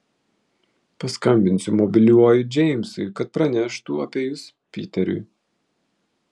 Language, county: Lithuanian, Vilnius